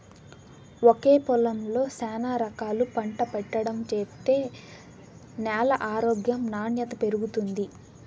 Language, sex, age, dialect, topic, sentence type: Telugu, female, 18-24, Southern, agriculture, statement